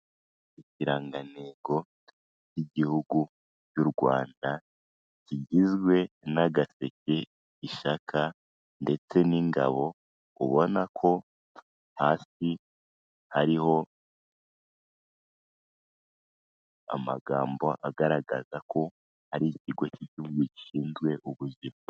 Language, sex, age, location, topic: Kinyarwanda, female, 25-35, Kigali, health